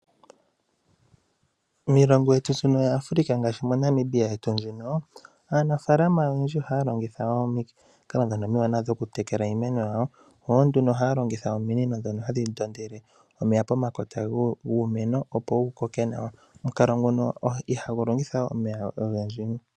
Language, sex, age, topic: Oshiwambo, male, 18-24, agriculture